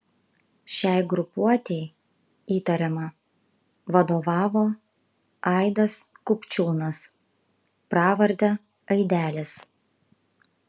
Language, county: Lithuanian, Kaunas